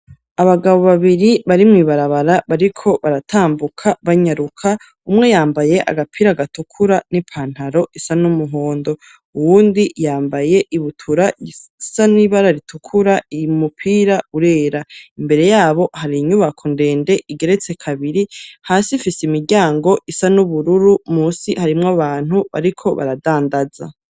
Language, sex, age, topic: Rundi, male, 36-49, education